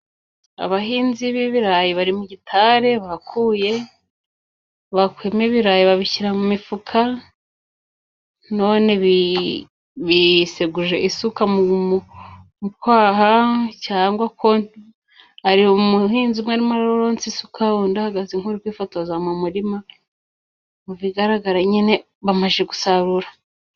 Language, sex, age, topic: Kinyarwanda, female, 25-35, agriculture